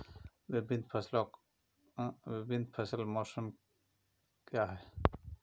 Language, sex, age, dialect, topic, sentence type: Hindi, male, 31-35, Marwari Dhudhari, agriculture, question